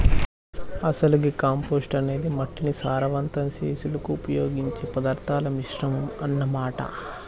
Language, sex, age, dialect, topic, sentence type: Telugu, male, 18-24, Telangana, agriculture, statement